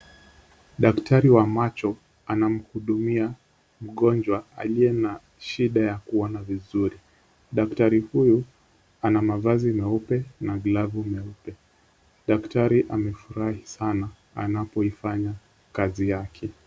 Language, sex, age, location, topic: Swahili, male, 18-24, Kisumu, health